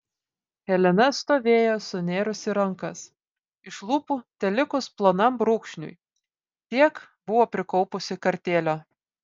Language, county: Lithuanian, Vilnius